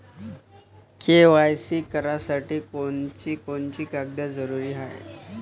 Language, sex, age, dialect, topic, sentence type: Marathi, male, 18-24, Varhadi, banking, question